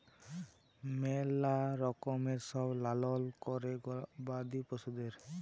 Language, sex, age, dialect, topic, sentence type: Bengali, male, 18-24, Jharkhandi, agriculture, statement